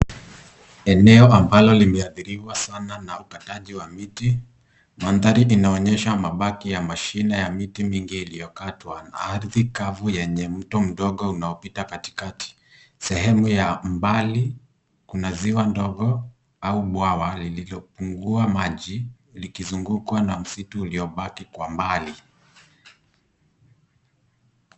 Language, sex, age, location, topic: Swahili, male, 18-24, Nairobi, health